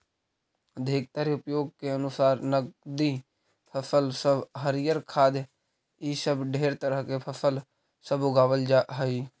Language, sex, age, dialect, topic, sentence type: Magahi, male, 31-35, Central/Standard, agriculture, statement